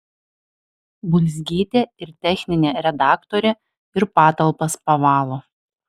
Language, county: Lithuanian, Alytus